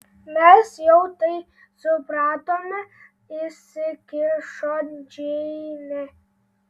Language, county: Lithuanian, Telšiai